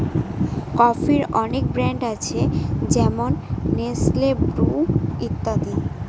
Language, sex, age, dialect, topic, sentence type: Bengali, female, 18-24, Northern/Varendri, agriculture, statement